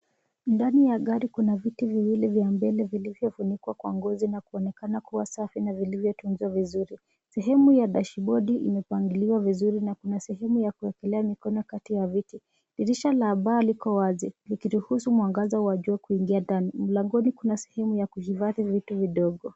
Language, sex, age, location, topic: Swahili, female, 25-35, Nairobi, finance